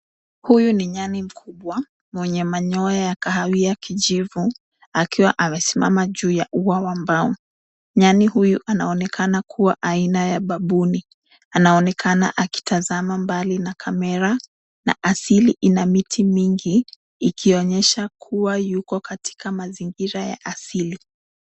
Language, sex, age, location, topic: Swahili, female, 25-35, Nairobi, government